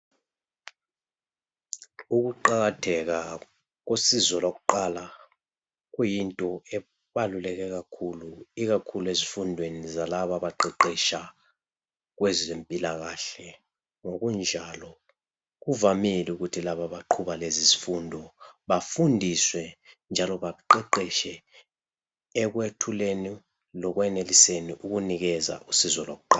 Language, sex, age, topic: North Ndebele, male, 25-35, health